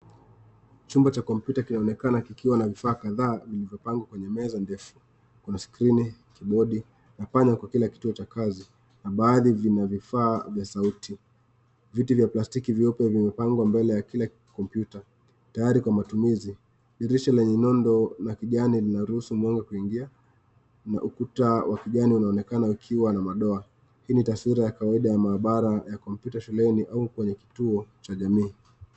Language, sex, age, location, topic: Swahili, male, 25-35, Nakuru, education